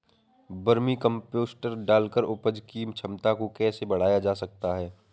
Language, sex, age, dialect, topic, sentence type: Hindi, male, 18-24, Awadhi Bundeli, agriculture, question